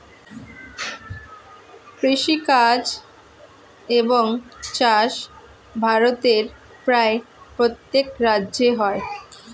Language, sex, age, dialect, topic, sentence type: Bengali, female, <18, Standard Colloquial, agriculture, statement